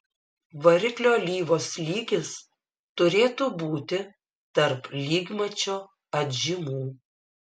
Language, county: Lithuanian, Šiauliai